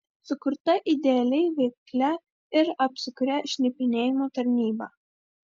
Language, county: Lithuanian, Vilnius